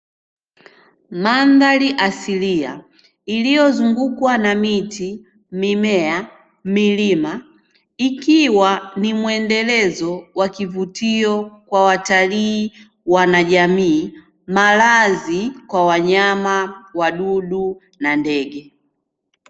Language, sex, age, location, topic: Swahili, female, 25-35, Dar es Salaam, agriculture